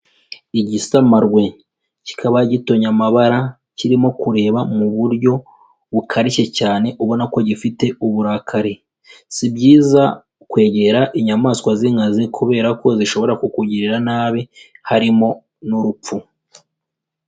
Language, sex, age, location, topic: Kinyarwanda, female, 18-24, Kigali, agriculture